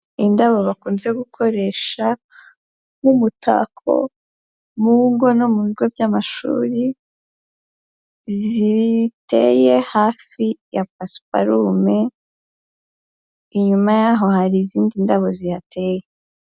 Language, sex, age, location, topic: Kinyarwanda, female, 18-24, Huye, agriculture